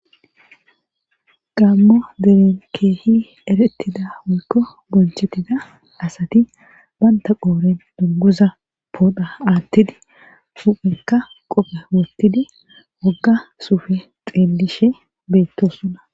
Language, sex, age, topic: Gamo, female, 25-35, government